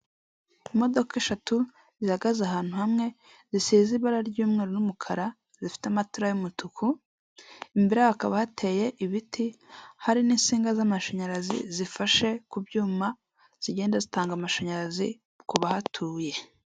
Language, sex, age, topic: Kinyarwanda, female, 25-35, finance